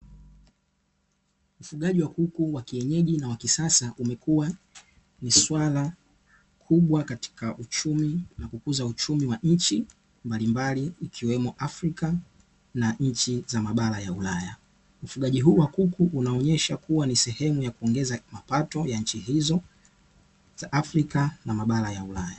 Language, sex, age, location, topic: Swahili, male, 18-24, Dar es Salaam, agriculture